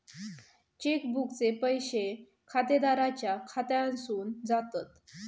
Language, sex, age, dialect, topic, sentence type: Marathi, female, 31-35, Southern Konkan, banking, statement